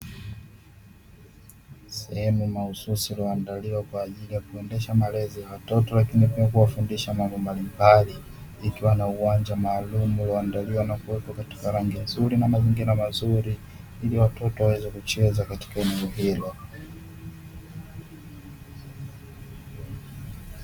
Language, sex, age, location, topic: Swahili, male, 18-24, Dar es Salaam, education